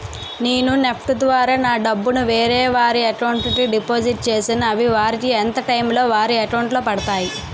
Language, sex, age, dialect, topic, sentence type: Telugu, female, 18-24, Utterandhra, banking, question